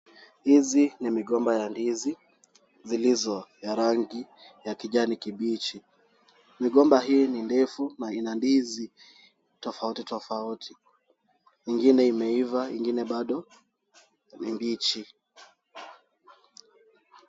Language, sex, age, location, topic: Swahili, male, 18-24, Kisumu, agriculture